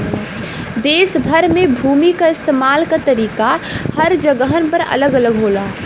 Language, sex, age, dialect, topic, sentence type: Bhojpuri, female, 18-24, Western, agriculture, statement